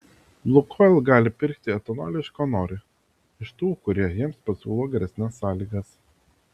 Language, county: Lithuanian, Vilnius